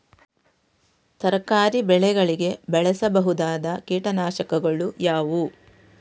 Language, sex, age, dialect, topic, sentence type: Kannada, female, 36-40, Coastal/Dakshin, agriculture, question